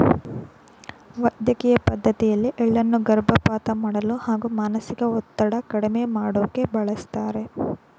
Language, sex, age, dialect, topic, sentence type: Kannada, female, 25-30, Mysore Kannada, agriculture, statement